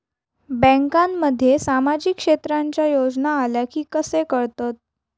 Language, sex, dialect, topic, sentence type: Marathi, female, Southern Konkan, banking, question